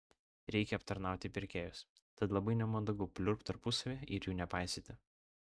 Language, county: Lithuanian, Vilnius